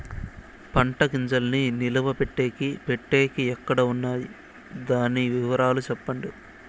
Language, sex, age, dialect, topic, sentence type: Telugu, male, 18-24, Southern, agriculture, question